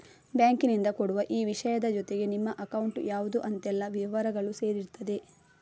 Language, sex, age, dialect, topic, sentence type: Kannada, female, 25-30, Coastal/Dakshin, banking, statement